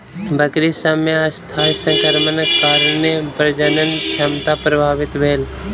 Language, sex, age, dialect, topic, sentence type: Maithili, male, 36-40, Southern/Standard, agriculture, statement